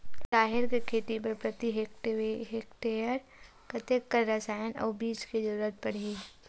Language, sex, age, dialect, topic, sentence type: Chhattisgarhi, female, 51-55, Western/Budati/Khatahi, agriculture, question